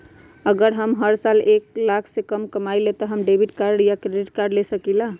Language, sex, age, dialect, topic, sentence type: Magahi, female, 25-30, Western, banking, question